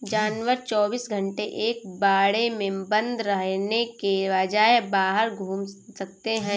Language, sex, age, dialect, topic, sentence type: Hindi, female, 18-24, Kanauji Braj Bhasha, agriculture, statement